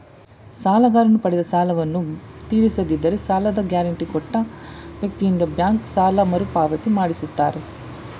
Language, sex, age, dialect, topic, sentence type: Kannada, male, 18-24, Mysore Kannada, banking, statement